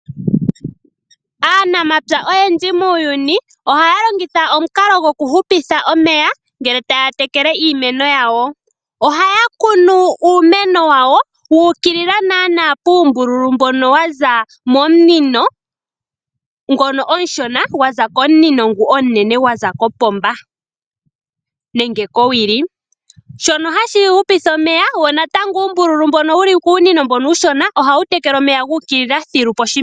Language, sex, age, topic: Oshiwambo, female, 18-24, agriculture